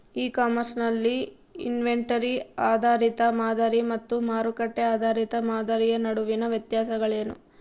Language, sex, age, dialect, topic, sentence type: Kannada, female, 18-24, Central, agriculture, question